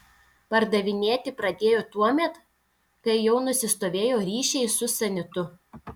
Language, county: Lithuanian, Telšiai